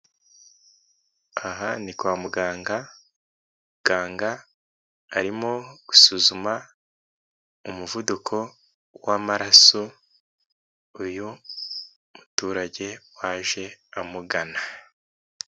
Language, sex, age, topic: Kinyarwanda, male, 25-35, health